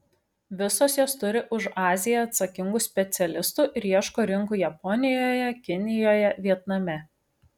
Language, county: Lithuanian, Šiauliai